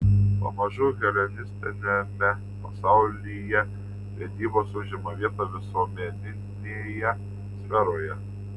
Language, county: Lithuanian, Tauragė